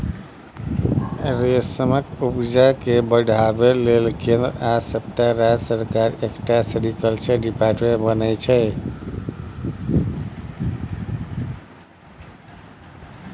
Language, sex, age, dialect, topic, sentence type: Maithili, male, 36-40, Bajjika, agriculture, statement